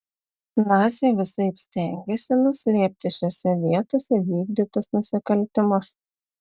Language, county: Lithuanian, Telšiai